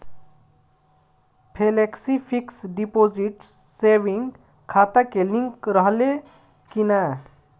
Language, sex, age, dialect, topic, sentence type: Bhojpuri, male, 25-30, Northern, banking, question